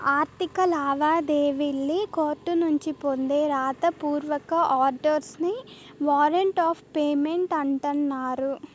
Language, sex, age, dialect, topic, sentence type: Telugu, female, 18-24, Southern, banking, statement